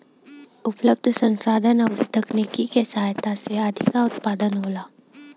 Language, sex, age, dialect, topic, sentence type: Bhojpuri, female, 18-24, Western, agriculture, statement